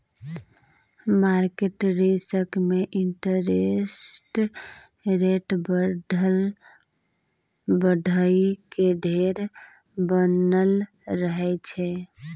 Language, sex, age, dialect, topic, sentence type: Maithili, female, 25-30, Bajjika, banking, statement